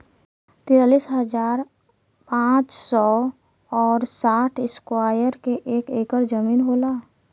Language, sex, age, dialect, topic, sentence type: Bhojpuri, female, 18-24, Western, agriculture, statement